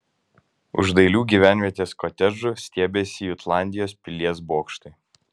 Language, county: Lithuanian, Kaunas